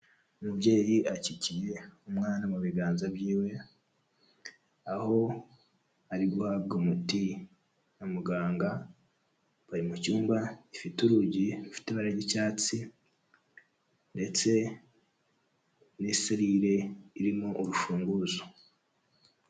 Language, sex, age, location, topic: Kinyarwanda, male, 18-24, Huye, health